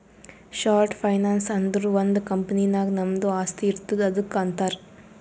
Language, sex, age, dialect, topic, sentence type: Kannada, female, 18-24, Northeastern, banking, statement